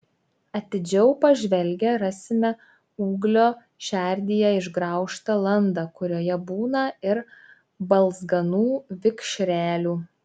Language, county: Lithuanian, Šiauliai